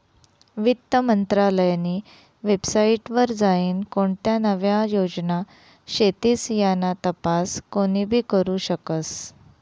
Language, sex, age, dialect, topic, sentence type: Marathi, female, 31-35, Northern Konkan, banking, statement